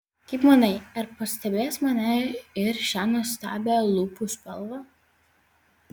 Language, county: Lithuanian, Vilnius